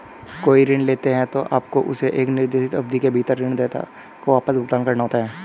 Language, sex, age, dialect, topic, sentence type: Hindi, male, 18-24, Hindustani Malvi Khadi Boli, banking, statement